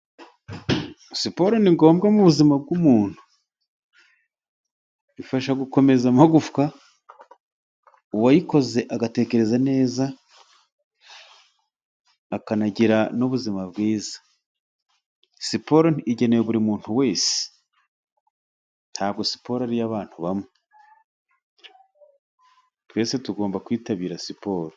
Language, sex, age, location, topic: Kinyarwanda, male, 36-49, Musanze, government